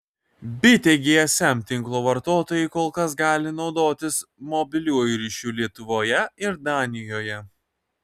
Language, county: Lithuanian, Kaunas